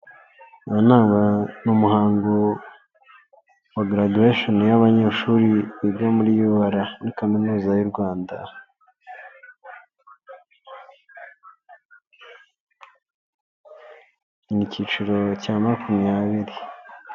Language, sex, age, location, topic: Kinyarwanda, male, 18-24, Nyagatare, education